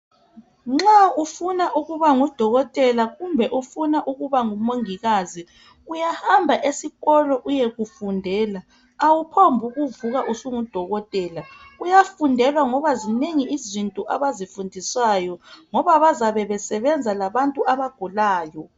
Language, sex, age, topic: North Ndebele, female, 50+, health